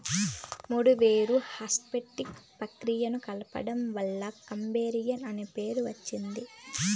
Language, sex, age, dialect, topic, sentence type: Telugu, female, 25-30, Southern, agriculture, statement